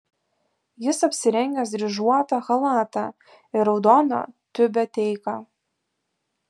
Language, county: Lithuanian, Alytus